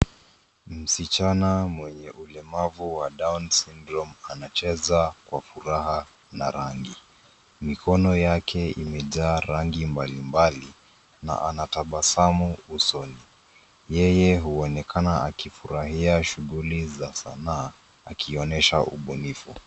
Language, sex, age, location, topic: Swahili, male, 25-35, Nairobi, education